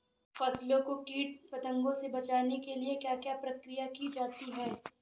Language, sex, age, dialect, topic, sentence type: Hindi, female, 25-30, Awadhi Bundeli, agriculture, question